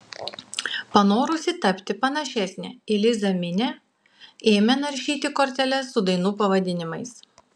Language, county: Lithuanian, Klaipėda